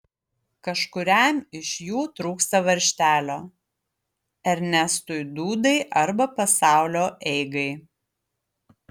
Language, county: Lithuanian, Utena